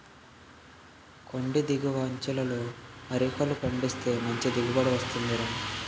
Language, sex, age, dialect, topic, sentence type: Telugu, male, 18-24, Utterandhra, agriculture, statement